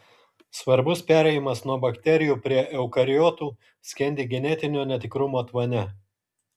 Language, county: Lithuanian, Kaunas